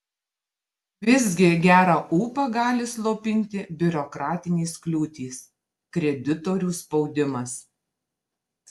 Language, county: Lithuanian, Marijampolė